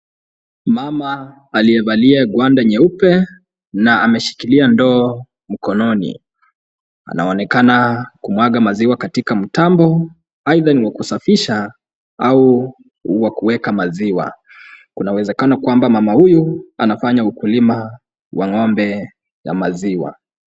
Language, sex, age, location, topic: Swahili, male, 25-35, Kisumu, agriculture